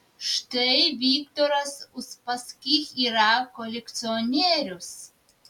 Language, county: Lithuanian, Vilnius